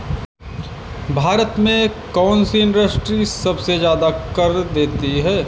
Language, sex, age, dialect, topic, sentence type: Hindi, male, 25-30, Kanauji Braj Bhasha, banking, statement